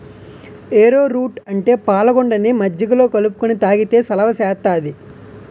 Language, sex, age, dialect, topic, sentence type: Telugu, male, 18-24, Utterandhra, agriculture, statement